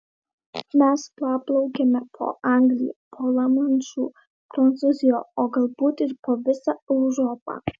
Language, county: Lithuanian, Vilnius